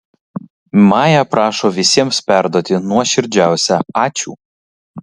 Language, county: Lithuanian, Kaunas